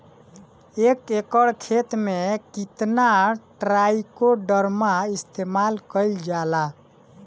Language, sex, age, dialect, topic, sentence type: Bhojpuri, male, 18-24, Northern, agriculture, question